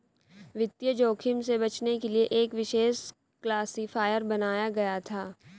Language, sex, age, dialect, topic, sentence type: Hindi, female, 18-24, Hindustani Malvi Khadi Boli, banking, statement